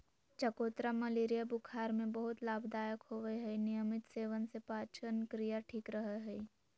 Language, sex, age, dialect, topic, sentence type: Magahi, female, 18-24, Southern, agriculture, statement